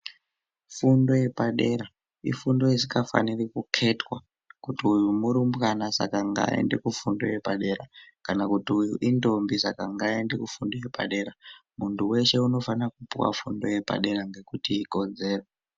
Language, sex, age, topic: Ndau, male, 18-24, education